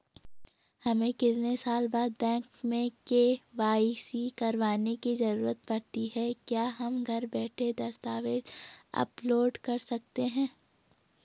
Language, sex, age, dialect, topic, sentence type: Hindi, female, 18-24, Garhwali, banking, question